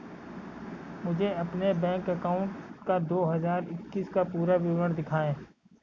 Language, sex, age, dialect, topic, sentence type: Hindi, male, 25-30, Kanauji Braj Bhasha, banking, question